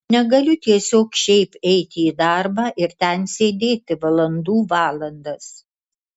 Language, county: Lithuanian, Kaunas